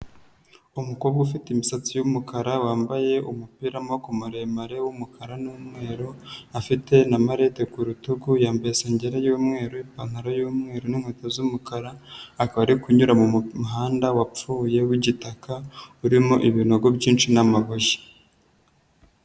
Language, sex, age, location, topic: Kinyarwanda, female, 25-35, Nyagatare, government